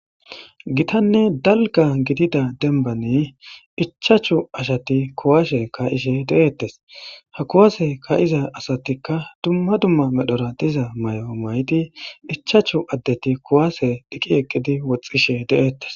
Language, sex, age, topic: Gamo, female, 18-24, government